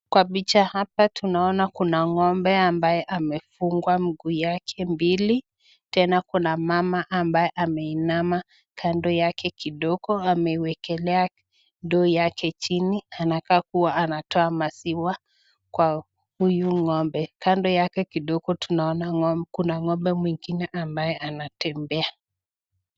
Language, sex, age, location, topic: Swahili, female, 18-24, Nakuru, agriculture